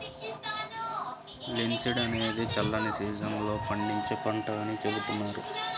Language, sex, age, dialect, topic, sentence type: Telugu, male, 18-24, Central/Coastal, agriculture, statement